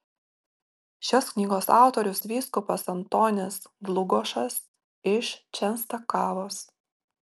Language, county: Lithuanian, Marijampolė